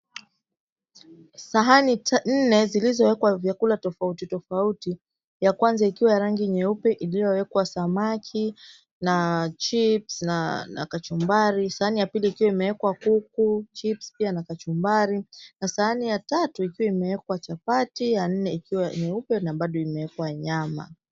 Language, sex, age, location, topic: Swahili, female, 25-35, Mombasa, agriculture